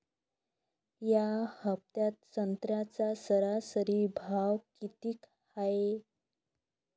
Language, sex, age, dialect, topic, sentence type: Marathi, female, 25-30, Varhadi, agriculture, question